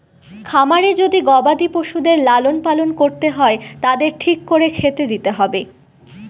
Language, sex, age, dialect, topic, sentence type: Bengali, female, 18-24, Northern/Varendri, agriculture, statement